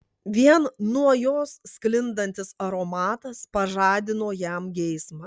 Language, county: Lithuanian, Klaipėda